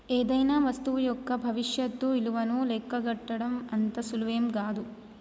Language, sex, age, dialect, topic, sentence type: Telugu, male, 18-24, Telangana, banking, statement